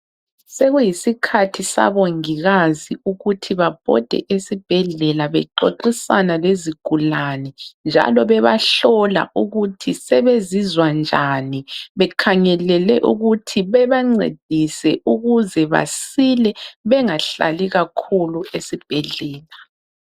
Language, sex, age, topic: North Ndebele, female, 25-35, health